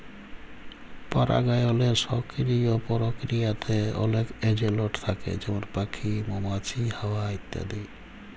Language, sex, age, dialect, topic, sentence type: Bengali, male, 18-24, Jharkhandi, agriculture, statement